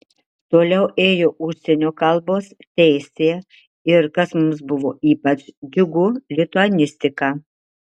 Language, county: Lithuanian, Marijampolė